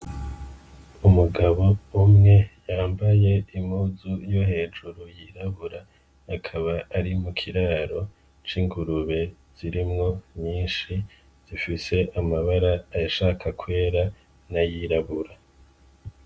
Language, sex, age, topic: Rundi, male, 25-35, agriculture